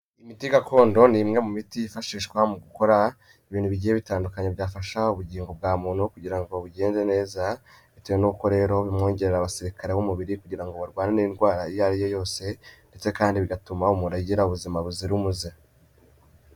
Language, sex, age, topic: Kinyarwanda, male, 18-24, health